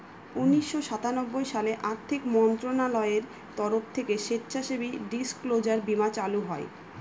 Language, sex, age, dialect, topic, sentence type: Bengali, female, 31-35, Northern/Varendri, banking, statement